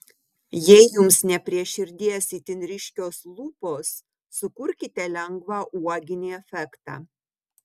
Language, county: Lithuanian, Utena